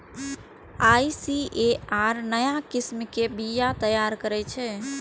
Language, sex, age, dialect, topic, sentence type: Maithili, female, 18-24, Eastern / Thethi, agriculture, statement